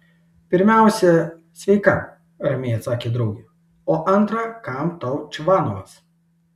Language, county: Lithuanian, Šiauliai